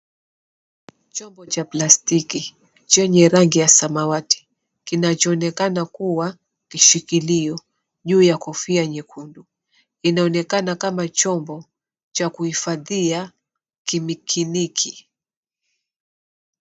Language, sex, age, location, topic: Swahili, female, 36-49, Mombasa, health